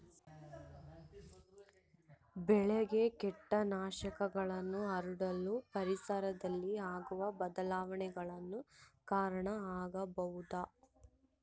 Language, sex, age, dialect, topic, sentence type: Kannada, female, 18-24, Central, agriculture, question